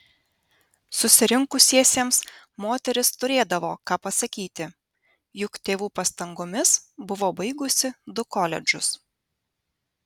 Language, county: Lithuanian, Vilnius